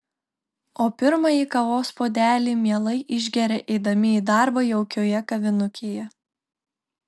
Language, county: Lithuanian, Telšiai